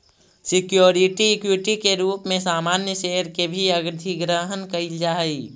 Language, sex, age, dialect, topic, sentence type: Magahi, male, 25-30, Central/Standard, banking, statement